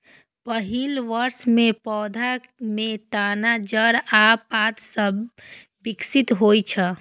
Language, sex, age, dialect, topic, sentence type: Maithili, female, 25-30, Eastern / Thethi, agriculture, statement